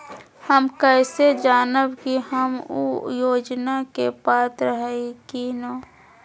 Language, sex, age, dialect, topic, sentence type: Magahi, female, 31-35, Southern, banking, question